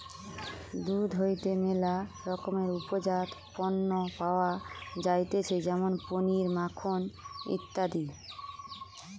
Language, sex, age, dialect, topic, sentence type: Bengali, female, 25-30, Western, agriculture, statement